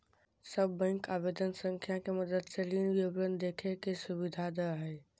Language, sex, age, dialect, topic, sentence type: Magahi, male, 60-100, Southern, banking, statement